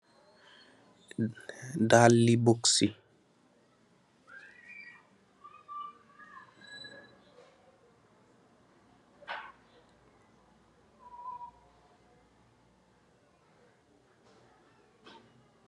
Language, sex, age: Wolof, male, 25-35